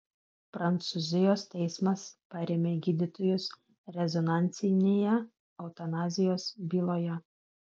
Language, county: Lithuanian, Alytus